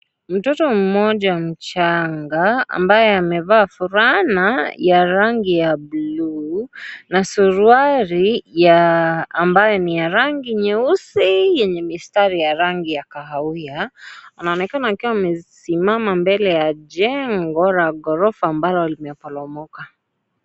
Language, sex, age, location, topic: Swahili, male, 25-35, Kisii, health